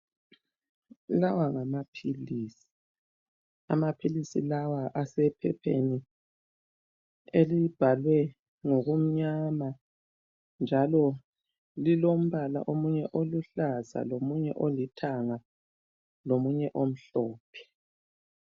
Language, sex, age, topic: North Ndebele, female, 50+, health